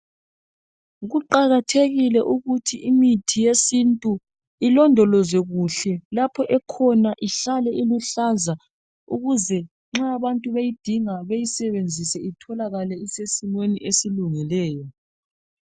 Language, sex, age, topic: North Ndebele, female, 36-49, health